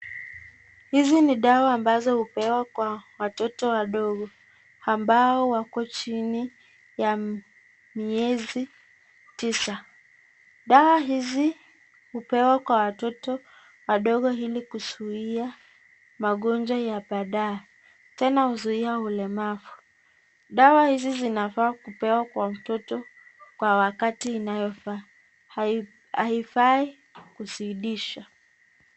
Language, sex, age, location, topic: Swahili, female, 25-35, Nakuru, health